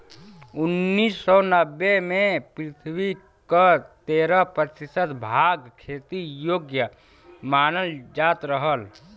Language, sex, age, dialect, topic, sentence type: Bhojpuri, male, 31-35, Western, agriculture, statement